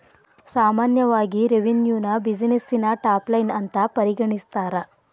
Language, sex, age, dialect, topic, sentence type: Kannada, female, 25-30, Dharwad Kannada, banking, statement